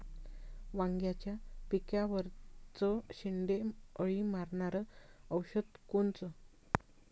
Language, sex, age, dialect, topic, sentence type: Marathi, female, 41-45, Varhadi, agriculture, question